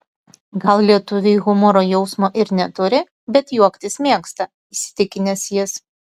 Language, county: Lithuanian, Utena